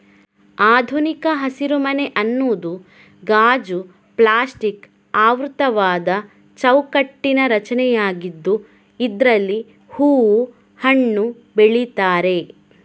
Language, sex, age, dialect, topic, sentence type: Kannada, female, 18-24, Coastal/Dakshin, agriculture, statement